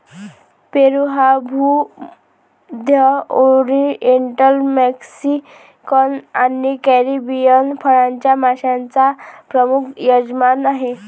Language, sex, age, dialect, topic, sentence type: Marathi, female, 18-24, Varhadi, agriculture, statement